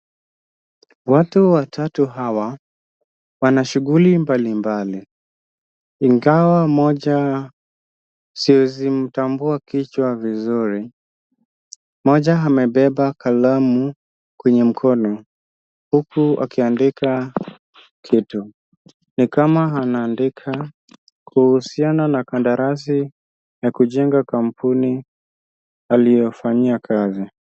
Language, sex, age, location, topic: Swahili, male, 25-35, Kisumu, government